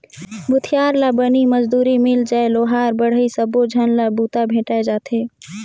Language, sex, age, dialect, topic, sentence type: Chhattisgarhi, female, 18-24, Northern/Bhandar, agriculture, statement